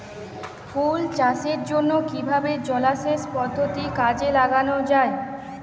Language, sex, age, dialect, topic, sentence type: Bengali, female, 18-24, Jharkhandi, agriculture, question